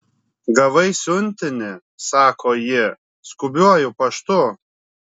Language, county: Lithuanian, Kaunas